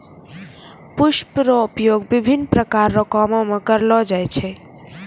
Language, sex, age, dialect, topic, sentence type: Maithili, female, 25-30, Angika, agriculture, statement